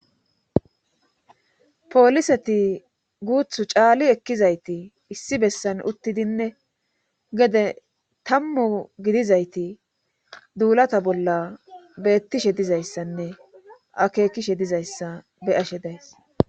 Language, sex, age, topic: Gamo, female, 25-35, government